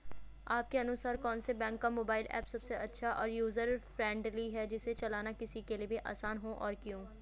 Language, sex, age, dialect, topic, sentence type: Hindi, female, 25-30, Hindustani Malvi Khadi Boli, banking, question